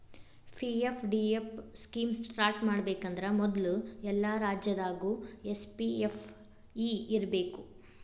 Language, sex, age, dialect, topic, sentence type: Kannada, female, 25-30, Dharwad Kannada, banking, statement